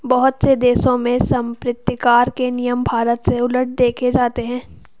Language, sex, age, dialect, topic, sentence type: Hindi, female, 51-55, Hindustani Malvi Khadi Boli, banking, statement